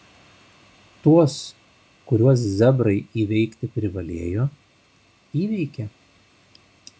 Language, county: Lithuanian, Šiauliai